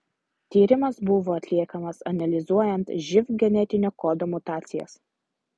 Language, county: Lithuanian, Utena